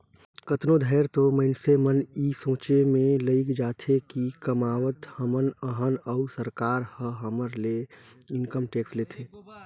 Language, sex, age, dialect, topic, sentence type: Chhattisgarhi, male, 18-24, Northern/Bhandar, banking, statement